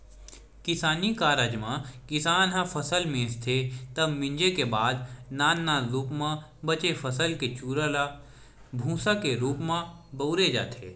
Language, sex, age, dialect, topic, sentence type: Chhattisgarhi, male, 18-24, Western/Budati/Khatahi, agriculture, statement